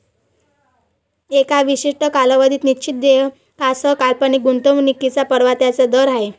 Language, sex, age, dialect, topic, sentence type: Marathi, female, 18-24, Varhadi, banking, statement